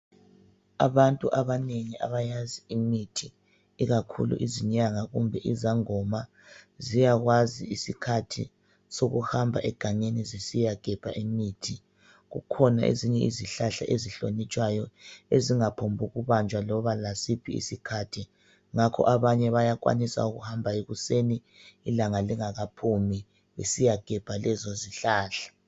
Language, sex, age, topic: North Ndebele, female, 25-35, health